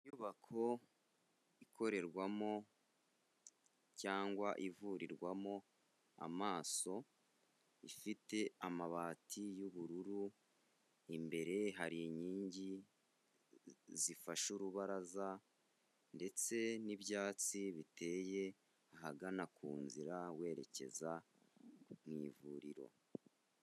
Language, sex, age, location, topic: Kinyarwanda, male, 25-35, Kigali, health